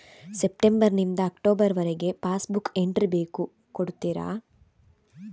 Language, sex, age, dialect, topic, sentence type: Kannada, female, 46-50, Coastal/Dakshin, banking, question